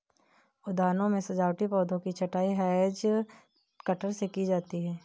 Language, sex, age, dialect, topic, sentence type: Hindi, female, 18-24, Marwari Dhudhari, agriculture, statement